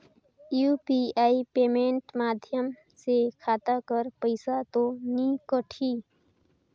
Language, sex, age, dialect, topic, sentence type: Chhattisgarhi, female, 25-30, Northern/Bhandar, banking, question